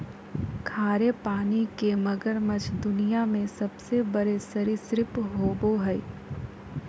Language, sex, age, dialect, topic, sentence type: Magahi, female, 18-24, Southern, agriculture, statement